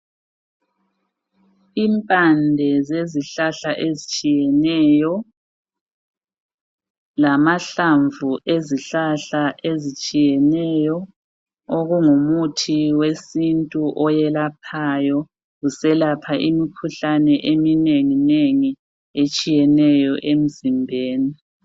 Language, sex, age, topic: North Ndebele, female, 36-49, health